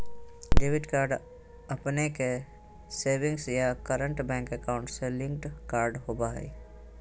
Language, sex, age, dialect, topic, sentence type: Magahi, male, 31-35, Southern, banking, statement